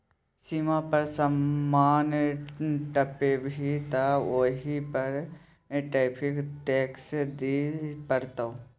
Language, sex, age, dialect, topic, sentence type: Maithili, male, 18-24, Bajjika, banking, statement